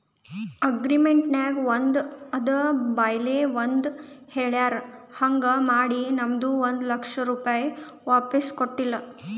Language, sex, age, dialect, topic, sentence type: Kannada, female, 18-24, Northeastern, banking, statement